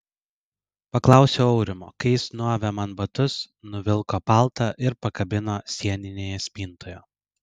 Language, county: Lithuanian, Vilnius